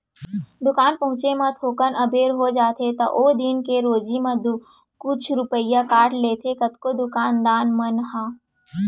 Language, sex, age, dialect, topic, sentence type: Chhattisgarhi, female, 18-24, Central, banking, statement